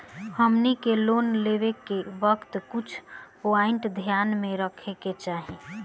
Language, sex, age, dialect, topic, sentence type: Bhojpuri, female, <18, Southern / Standard, banking, question